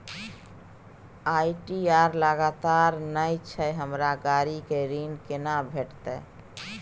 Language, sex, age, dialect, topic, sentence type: Maithili, female, 31-35, Bajjika, banking, question